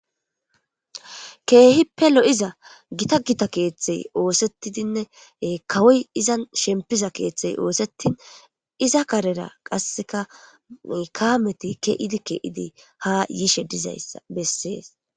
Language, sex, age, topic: Gamo, female, 18-24, government